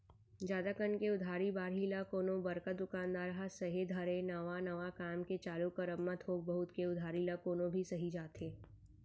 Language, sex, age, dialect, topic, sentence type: Chhattisgarhi, female, 18-24, Central, banking, statement